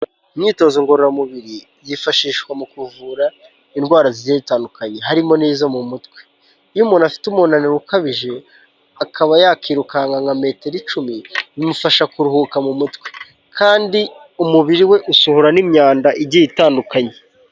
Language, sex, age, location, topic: Kinyarwanda, male, 18-24, Kigali, health